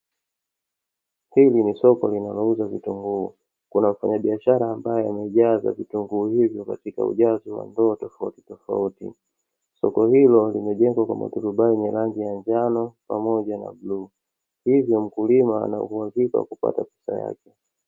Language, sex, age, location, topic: Swahili, male, 36-49, Dar es Salaam, finance